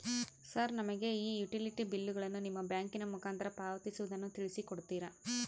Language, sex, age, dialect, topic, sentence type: Kannada, female, 31-35, Central, banking, question